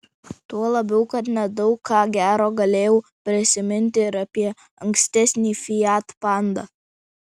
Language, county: Lithuanian, Vilnius